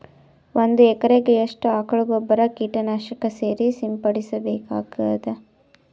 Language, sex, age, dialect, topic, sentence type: Kannada, female, 18-24, Northeastern, agriculture, question